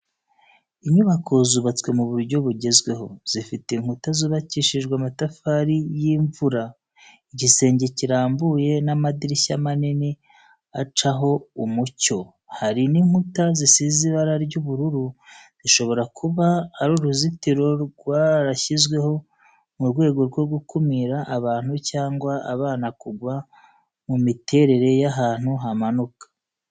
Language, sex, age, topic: Kinyarwanda, male, 36-49, education